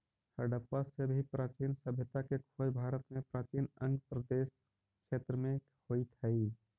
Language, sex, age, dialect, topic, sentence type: Magahi, male, 31-35, Central/Standard, agriculture, statement